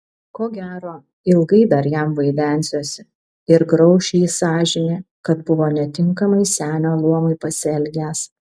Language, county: Lithuanian, Vilnius